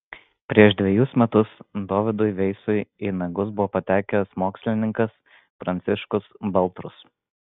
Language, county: Lithuanian, Vilnius